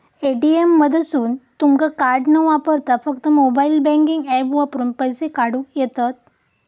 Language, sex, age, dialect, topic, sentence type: Marathi, female, 18-24, Southern Konkan, banking, statement